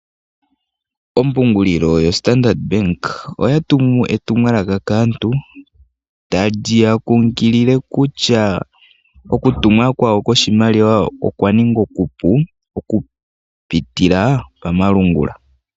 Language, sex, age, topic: Oshiwambo, male, 18-24, finance